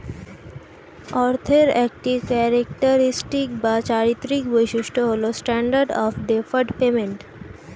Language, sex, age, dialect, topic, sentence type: Bengali, female, <18, Standard Colloquial, banking, statement